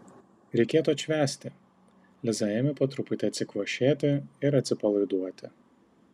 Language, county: Lithuanian, Tauragė